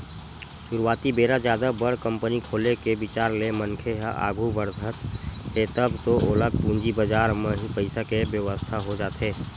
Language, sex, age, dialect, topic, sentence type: Chhattisgarhi, male, 25-30, Western/Budati/Khatahi, banking, statement